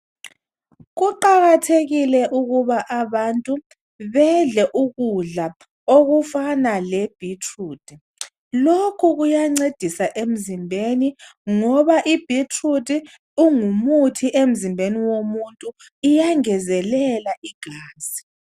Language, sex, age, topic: North Ndebele, female, 36-49, health